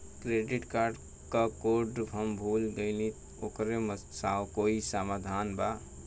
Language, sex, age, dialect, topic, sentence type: Bhojpuri, male, 18-24, Western, banking, question